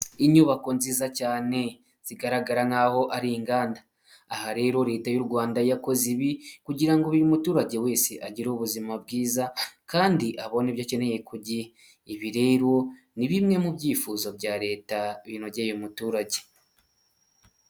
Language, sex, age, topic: Kinyarwanda, male, 25-35, health